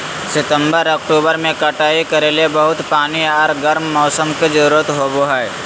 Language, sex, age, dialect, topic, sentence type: Magahi, male, 31-35, Southern, agriculture, statement